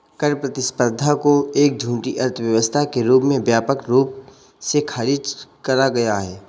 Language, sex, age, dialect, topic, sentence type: Hindi, male, 18-24, Kanauji Braj Bhasha, banking, statement